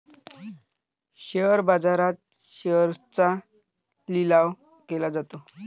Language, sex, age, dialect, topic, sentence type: Marathi, male, 18-24, Varhadi, banking, statement